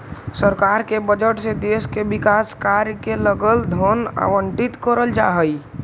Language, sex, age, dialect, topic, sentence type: Magahi, male, 18-24, Central/Standard, banking, statement